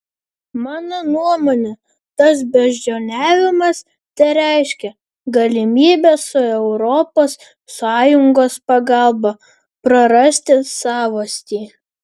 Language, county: Lithuanian, Vilnius